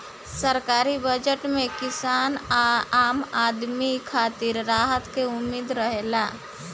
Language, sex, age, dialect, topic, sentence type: Bhojpuri, female, 51-55, Southern / Standard, banking, statement